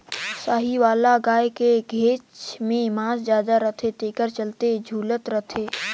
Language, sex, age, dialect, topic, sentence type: Chhattisgarhi, male, 18-24, Northern/Bhandar, agriculture, statement